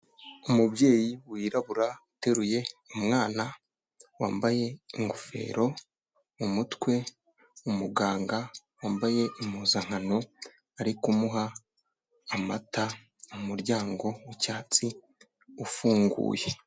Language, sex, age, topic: Kinyarwanda, male, 18-24, health